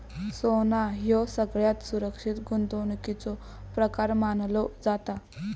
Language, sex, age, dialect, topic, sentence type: Marathi, female, 18-24, Southern Konkan, banking, statement